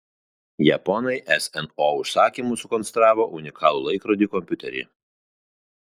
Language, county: Lithuanian, Kaunas